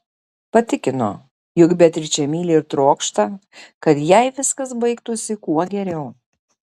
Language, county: Lithuanian, Šiauliai